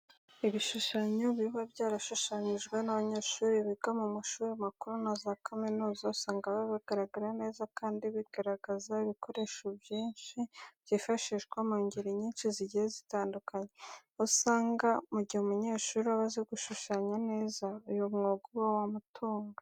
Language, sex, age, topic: Kinyarwanda, female, 18-24, education